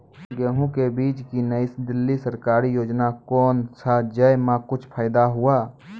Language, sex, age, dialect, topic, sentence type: Maithili, male, 18-24, Angika, agriculture, question